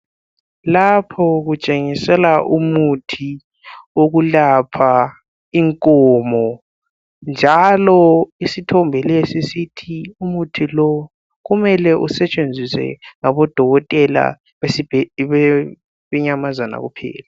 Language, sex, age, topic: North Ndebele, male, 18-24, health